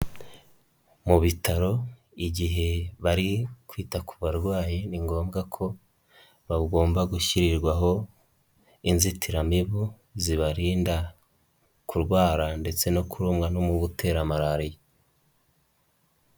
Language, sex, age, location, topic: Kinyarwanda, male, 18-24, Nyagatare, health